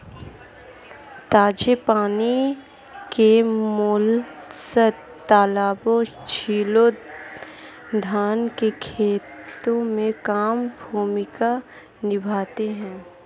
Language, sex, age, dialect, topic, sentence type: Hindi, female, 18-24, Marwari Dhudhari, agriculture, statement